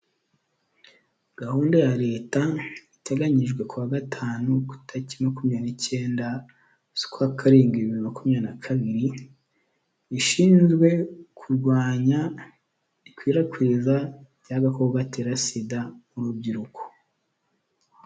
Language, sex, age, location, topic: Kinyarwanda, male, 18-24, Huye, health